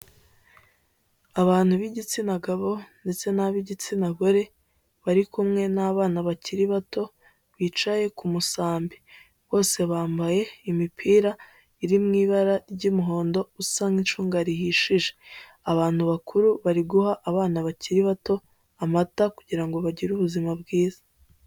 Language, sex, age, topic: Kinyarwanda, female, 18-24, health